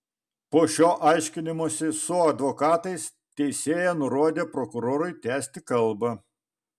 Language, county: Lithuanian, Vilnius